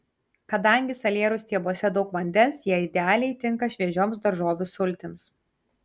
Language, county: Lithuanian, Kaunas